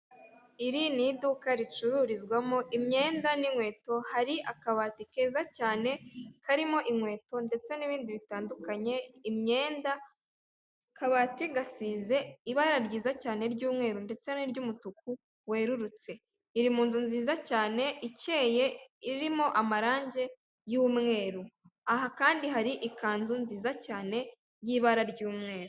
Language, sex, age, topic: Kinyarwanda, female, 36-49, finance